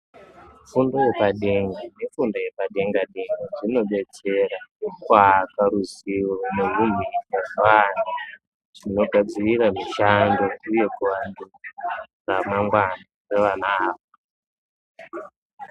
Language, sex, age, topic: Ndau, male, 25-35, education